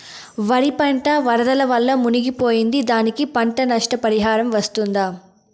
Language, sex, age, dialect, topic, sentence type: Telugu, female, 18-24, Southern, agriculture, question